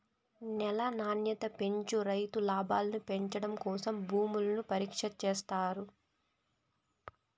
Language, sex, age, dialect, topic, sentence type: Telugu, female, 18-24, Southern, agriculture, statement